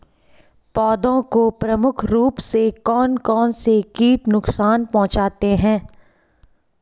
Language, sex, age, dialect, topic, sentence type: Hindi, female, 25-30, Hindustani Malvi Khadi Boli, agriculture, question